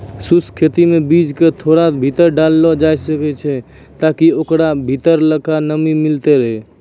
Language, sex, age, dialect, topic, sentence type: Maithili, male, 18-24, Angika, agriculture, statement